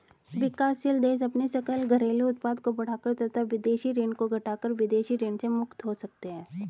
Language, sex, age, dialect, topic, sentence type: Hindi, female, 36-40, Hindustani Malvi Khadi Boli, banking, statement